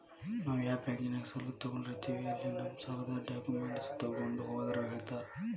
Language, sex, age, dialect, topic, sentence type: Kannada, male, 18-24, Dharwad Kannada, banking, statement